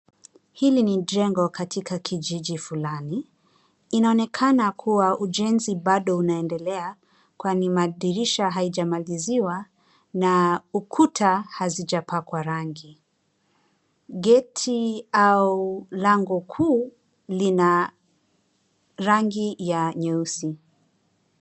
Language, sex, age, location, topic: Swahili, female, 25-35, Nairobi, finance